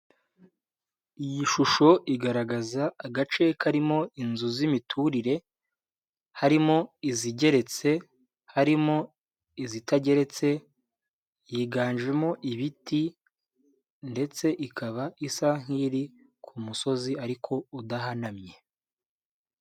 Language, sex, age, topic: Kinyarwanda, male, 18-24, government